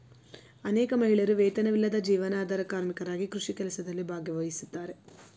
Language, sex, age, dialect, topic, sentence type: Kannada, female, 25-30, Mysore Kannada, agriculture, statement